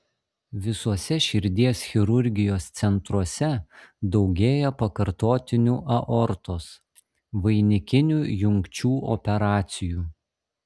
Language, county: Lithuanian, Šiauliai